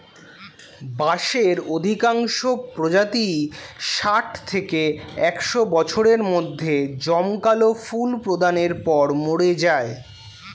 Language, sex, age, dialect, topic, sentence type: Bengali, male, 18-24, Standard Colloquial, agriculture, statement